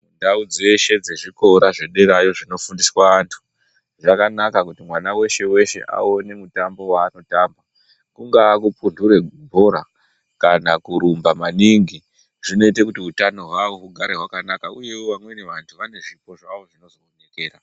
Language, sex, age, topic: Ndau, female, 36-49, education